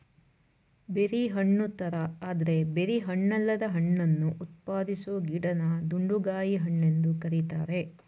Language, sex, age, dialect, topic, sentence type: Kannada, female, 41-45, Mysore Kannada, agriculture, statement